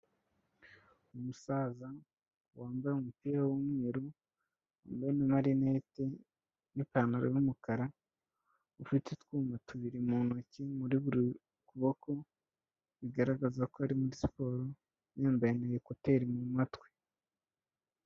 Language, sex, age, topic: Kinyarwanda, male, 25-35, health